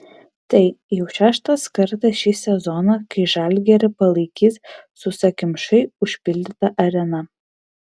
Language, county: Lithuanian, Vilnius